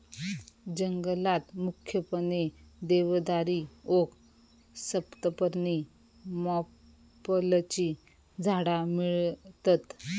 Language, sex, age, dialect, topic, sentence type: Marathi, male, 31-35, Southern Konkan, agriculture, statement